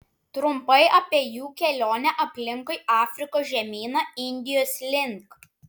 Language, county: Lithuanian, Klaipėda